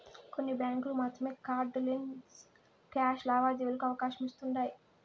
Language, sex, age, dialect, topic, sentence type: Telugu, female, 18-24, Southern, banking, statement